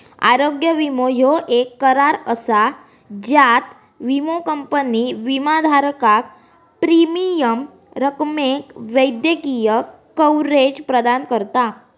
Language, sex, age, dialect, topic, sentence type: Marathi, female, 46-50, Southern Konkan, banking, statement